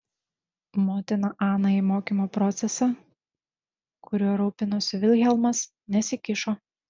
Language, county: Lithuanian, Šiauliai